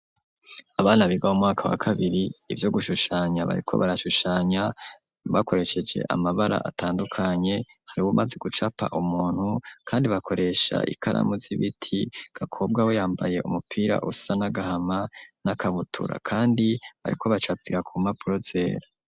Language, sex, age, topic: Rundi, female, 18-24, education